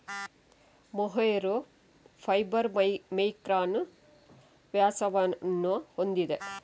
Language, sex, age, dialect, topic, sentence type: Kannada, female, 25-30, Coastal/Dakshin, agriculture, statement